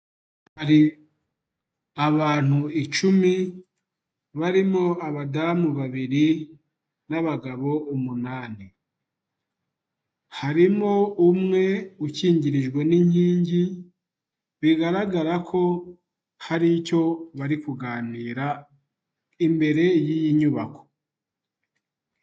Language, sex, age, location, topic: Kinyarwanda, male, 25-35, Nyagatare, government